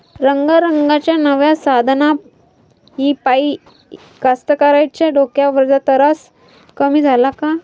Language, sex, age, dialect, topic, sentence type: Marathi, female, 25-30, Varhadi, agriculture, question